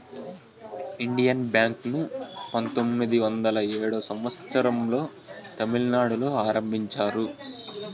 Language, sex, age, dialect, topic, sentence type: Telugu, male, 18-24, Southern, banking, statement